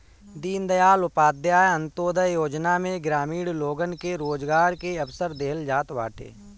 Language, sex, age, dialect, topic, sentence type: Bhojpuri, male, 36-40, Northern, banking, statement